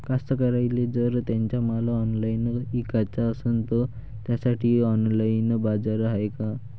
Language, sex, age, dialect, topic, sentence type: Marathi, male, 51-55, Varhadi, agriculture, statement